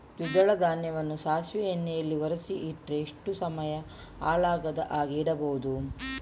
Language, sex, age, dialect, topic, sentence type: Kannada, female, 60-100, Coastal/Dakshin, agriculture, question